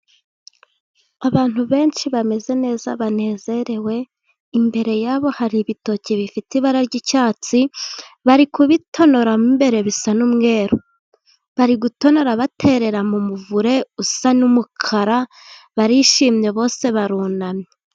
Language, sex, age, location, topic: Kinyarwanda, female, 18-24, Gakenke, government